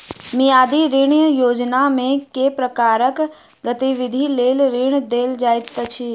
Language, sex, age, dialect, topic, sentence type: Maithili, female, 51-55, Southern/Standard, banking, question